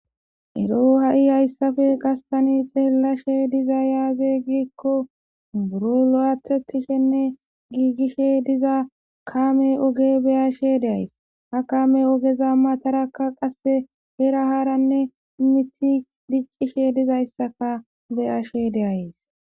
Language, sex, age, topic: Gamo, female, 18-24, government